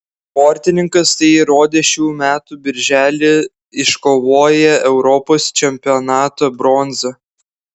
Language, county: Lithuanian, Klaipėda